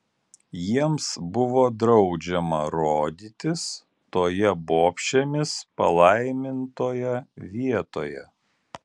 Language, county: Lithuanian, Alytus